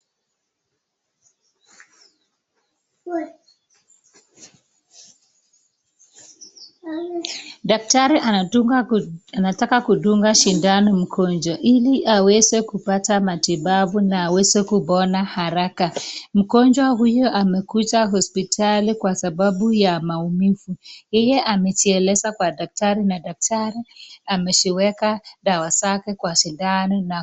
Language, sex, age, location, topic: Swahili, male, 25-35, Nakuru, health